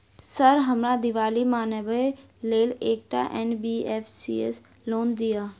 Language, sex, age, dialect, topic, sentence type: Maithili, female, 41-45, Southern/Standard, banking, question